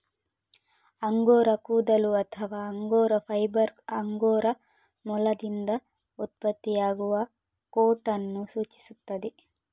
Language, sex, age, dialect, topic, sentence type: Kannada, female, 25-30, Coastal/Dakshin, agriculture, statement